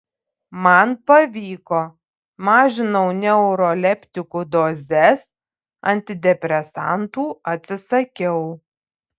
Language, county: Lithuanian, Panevėžys